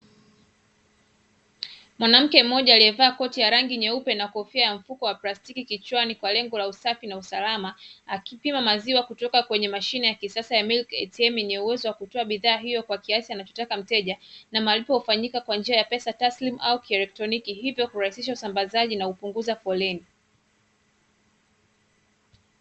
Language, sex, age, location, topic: Swahili, female, 25-35, Dar es Salaam, finance